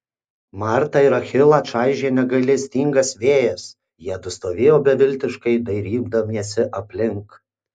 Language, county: Lithuanian, Kaunas